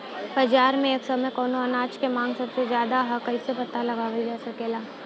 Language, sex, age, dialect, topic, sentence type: Bhojpuri, female, 18-24, Western, agriculture, question